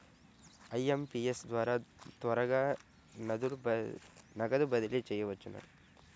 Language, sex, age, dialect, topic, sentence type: Telugu, male, 25-30, Central/Coastal, banking, question